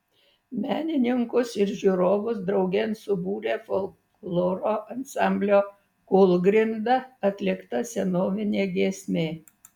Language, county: Lithuanian, Vilnius